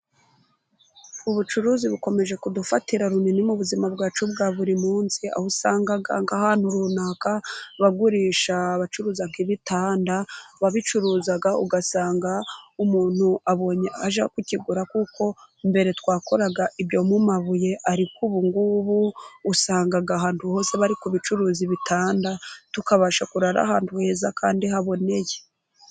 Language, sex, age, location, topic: Kinyarwanda, female, 25-35, Burera, finance